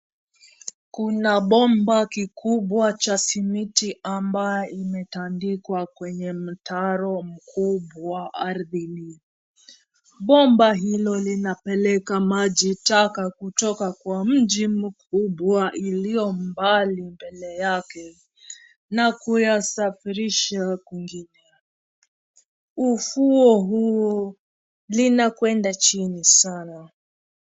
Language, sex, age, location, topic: Swahili, female, 25-35, Nairobi, government